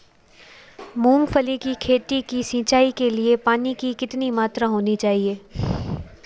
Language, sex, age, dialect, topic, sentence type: Hindi, female, 25-30, Marwari Dhudhari, agriculture, question